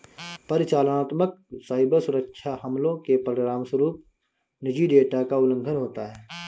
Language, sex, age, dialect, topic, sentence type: Hindi, male, 25-30, Awadhi Bundeli, banking, statement